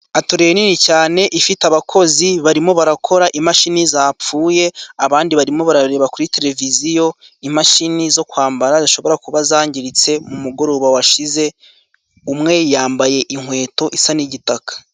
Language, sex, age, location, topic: Kinyarwanda, male, 18-24, Musanze, education